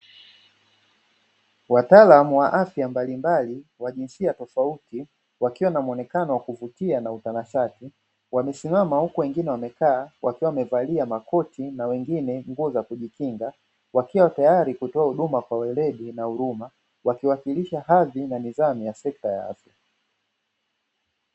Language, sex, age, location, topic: Swahili, male, 25-35, Dar es Salaam, health